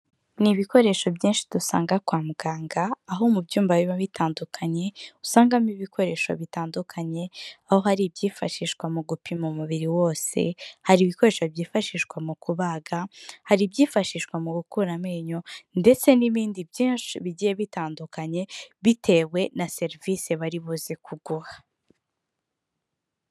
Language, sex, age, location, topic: Kinyarwanda, female, 25-35, Kigali, health